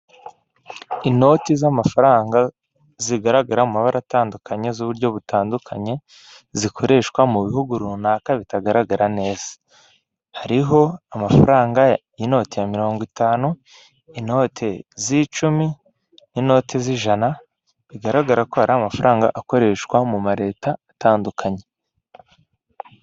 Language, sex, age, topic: Kinyarwanda, male, 18-24, finance